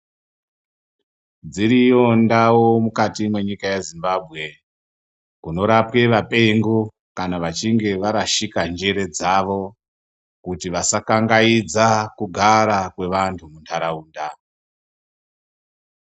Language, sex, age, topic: Ndau, female, 50+, health